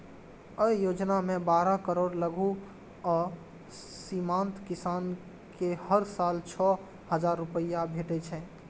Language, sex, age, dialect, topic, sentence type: Maithili, male, 18-24, Eastern / Thethi, agriculture, statement